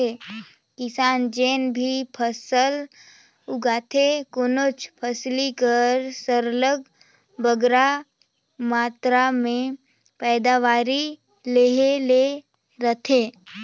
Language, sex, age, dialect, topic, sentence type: Chhattisgarhi, female, 18-24, Northern/Bhandar, agriculture, statement